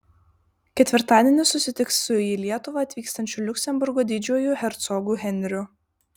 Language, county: Lithuanian, Vilnius